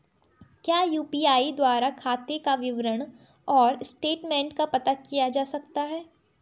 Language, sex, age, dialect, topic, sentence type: Hindi, female, 18-24, Garhwali, banking, question